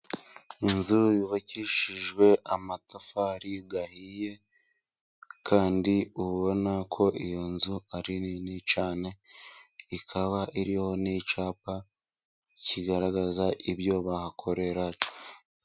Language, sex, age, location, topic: Kinyarwanda, male, 25-35, Musanze, government